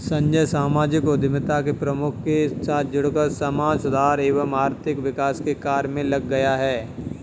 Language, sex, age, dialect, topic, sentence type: Hindi, male, 31-35, Kanauji Braj Bhasha, banking, statement